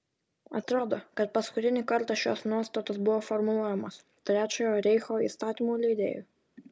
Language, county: Lithuanian, Vilnius